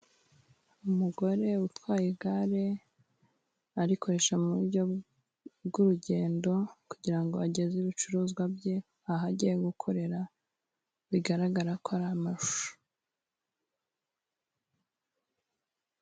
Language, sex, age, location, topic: Kinyarwanda, female, 18-24, Musanze, government